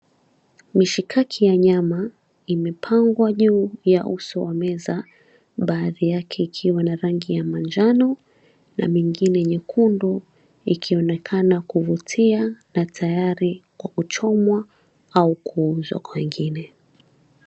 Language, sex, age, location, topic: Swahili, female, 25-35, Mombasa, agriculture